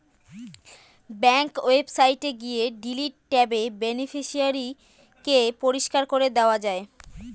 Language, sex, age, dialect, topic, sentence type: Bengali, female, 18-24, Northern/Varendri, banking, statement